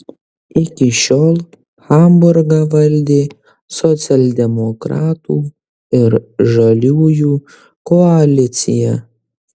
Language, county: Lithuanian, Kaunas